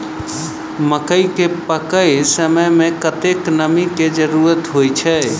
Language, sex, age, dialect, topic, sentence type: Maithili, male, 31-35, Southern/Standard, agriculture, question